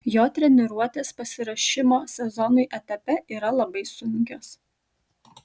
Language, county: Lithuanian, Kaunas